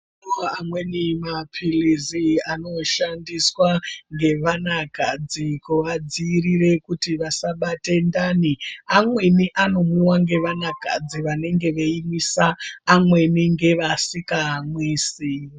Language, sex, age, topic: Ndau, male, 36-49, health